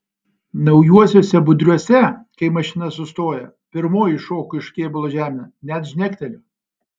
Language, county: Lithuanian, Alytus